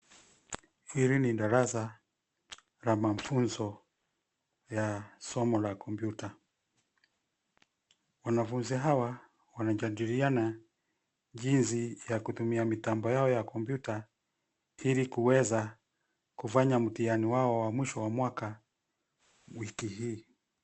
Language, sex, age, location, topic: Swahili, male, 50+, Nairobi, education